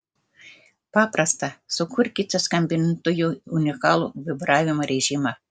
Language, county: Lithuanian, Telšiai